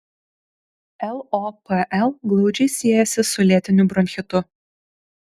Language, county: Lithuanian, Kaunas